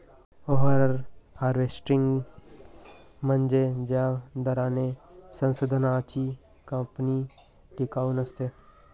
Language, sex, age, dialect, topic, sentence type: Marathi, male, 18-24, Varhadi, agriculture, statement